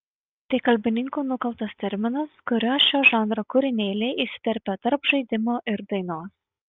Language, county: Lithuanian, Šiauliai